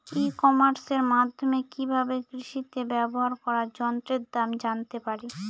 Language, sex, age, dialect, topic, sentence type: Bengali, female, 18-24, Northern/Varendri, agriculture, question